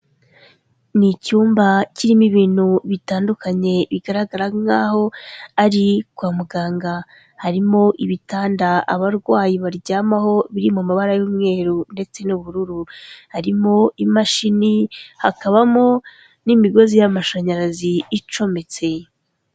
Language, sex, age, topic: Kinyarwanda, female, 25-35, health